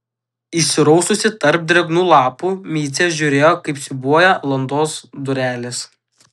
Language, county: Lithuanian, Utena